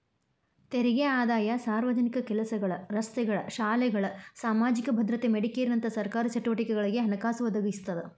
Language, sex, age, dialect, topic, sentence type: Kannada, female, 41-45, Dharwad Kannada, banking, statement